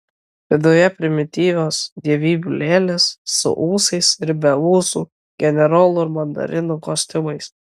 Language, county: Lithuanian, Kaunas